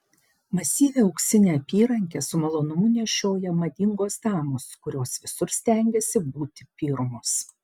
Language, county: Lithuanian, Panevėžys